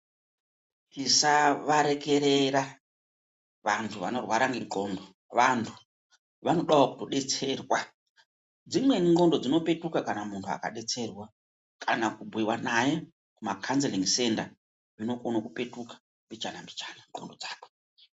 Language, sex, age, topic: Ndau, female, 36-49, health